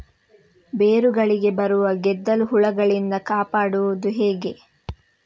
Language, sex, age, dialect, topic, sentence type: Kannada, female, 18-24, Coastal/Dakshin, agriculture, question